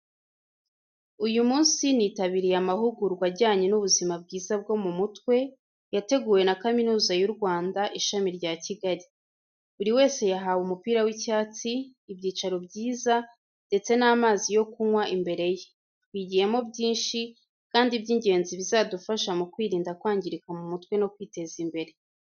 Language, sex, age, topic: Kinyarwanda, female, 25-35, education